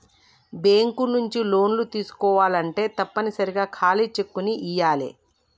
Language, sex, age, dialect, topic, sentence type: Telugu, female, 25-30, Telangana, banking, statement